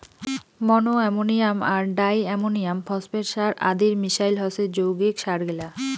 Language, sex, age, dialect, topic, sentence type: Bengali, female, 25-30, Rajbangshi, agriculture, statement